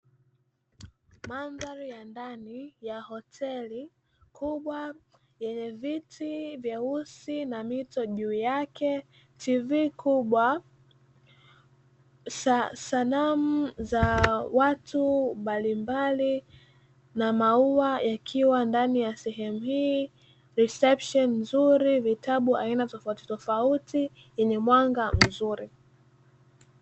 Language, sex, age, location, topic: Swahili, female, 18-24, Dar es Salaam, finance